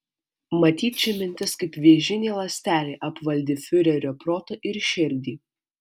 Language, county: Lithuanian, Alytus